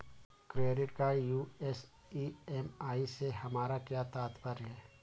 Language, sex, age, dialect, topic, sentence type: Hindi, male, 18-24, Awadhi Bundeli, banking, question